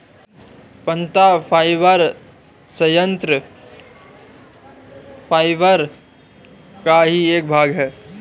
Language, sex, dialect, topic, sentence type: Hindi, male, Marwari Dhudhari, agriculture, statement